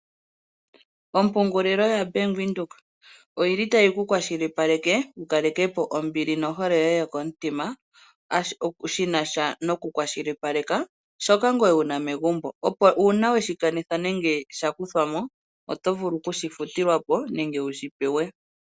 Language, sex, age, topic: Oshiwambo, female, 25-35, finance